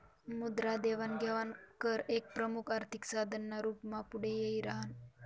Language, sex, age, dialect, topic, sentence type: Marathi, female, 18-24, Northern Konkan, banking, statement